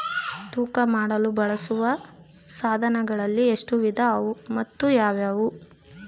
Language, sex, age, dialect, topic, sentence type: Kannada, female, 25-30, Central, agriculture, question